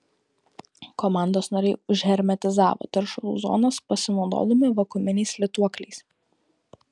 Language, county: Lithuanian, Kaunas